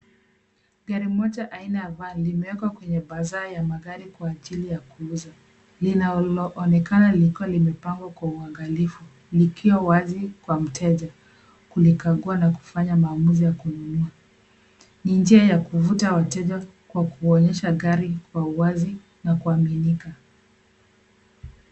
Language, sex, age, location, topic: Swahili, female, 25-35, Nairobi, finance